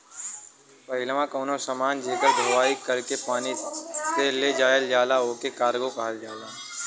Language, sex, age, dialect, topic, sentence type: Bhojpuri, male, 18-24, Western, banking, statement